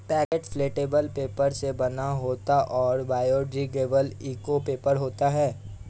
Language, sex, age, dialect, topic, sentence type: Hindi, male, 18-24, Awadhi Bundeli, agriculture, statement